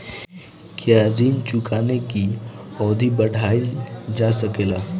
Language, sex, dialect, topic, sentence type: Bhojpuri, male, Northern, banking, question